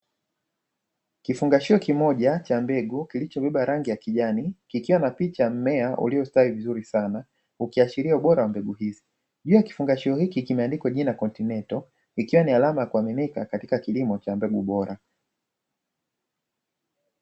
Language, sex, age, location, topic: Swahili, male, 25-35, Dar es Salaam, agriculture